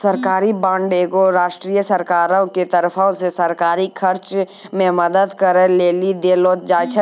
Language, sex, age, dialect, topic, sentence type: Maithili, female, 36-40, Angika, banking, statement